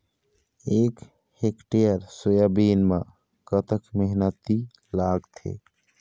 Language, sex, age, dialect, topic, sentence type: Chhattisgarhi, male, 25-30, Eastern, agriculture, question